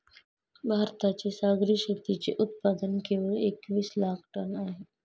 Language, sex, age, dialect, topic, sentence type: Marathi, female, 25-30, Standard Marathi, agriculture, statement